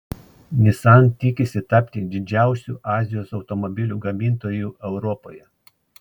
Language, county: Lithuanian, Klaipėda